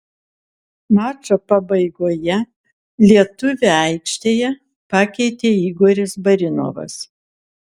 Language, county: Lithuanian, Kaunas